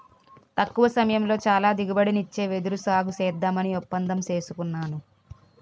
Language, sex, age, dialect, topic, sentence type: Telugu, female, 18-24, Utterandhra, agriculture, statement